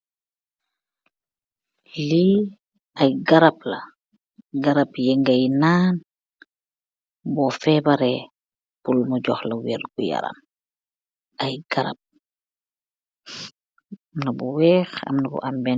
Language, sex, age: Wolof, female, 36-49